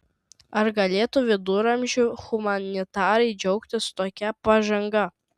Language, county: Lithuanian, Šiauliai